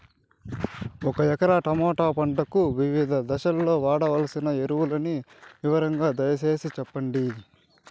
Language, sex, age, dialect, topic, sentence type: Telugu, male, 36-40, Southern, agriculture, question